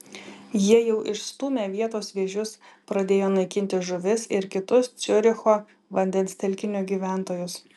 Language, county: Lithuanian, Vilnius